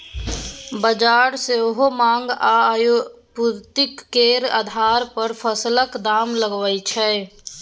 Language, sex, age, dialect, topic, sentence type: Maithili, female, 18-24, Bajjika, agriculture, statement